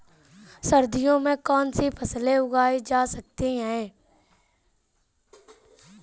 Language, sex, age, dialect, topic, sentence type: Hindi, male, 18-24, Marwari Dhudhari, agriculture, question